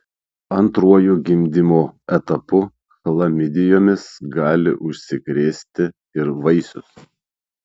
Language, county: Lithuanian, Šiauliai